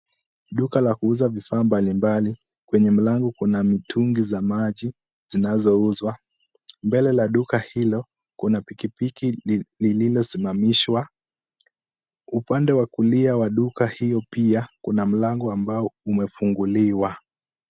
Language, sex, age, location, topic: Swahili, male, 18-24, Kisumu, finance